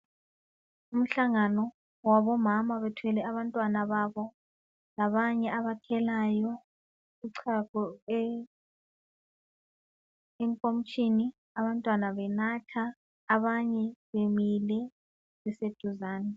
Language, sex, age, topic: North Ndebele, female, 36-49, health